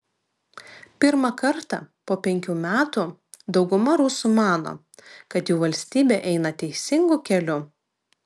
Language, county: Lithuanian, Vilnius